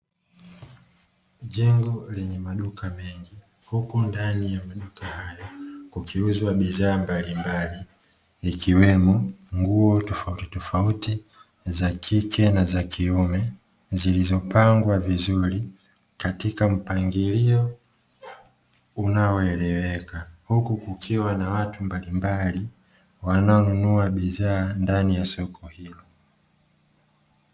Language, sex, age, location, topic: Swahili, male, 25-35, Dar es Salaam, finance